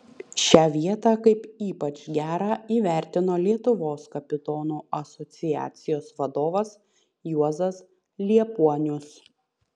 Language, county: Lithuanian, Panevėžys